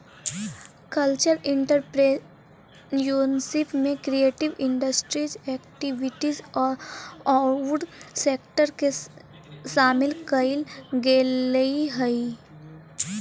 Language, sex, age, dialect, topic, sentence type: Magahi, female, 18-24, Central/Standard, banking, statement